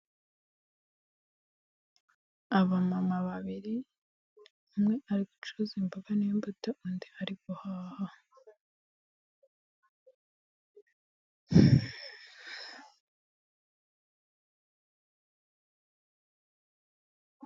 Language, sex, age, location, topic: Kinyarwanda, female, 18-24, Kigali, health